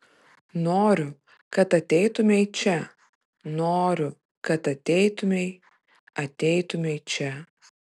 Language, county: Lithuanian, Vilnius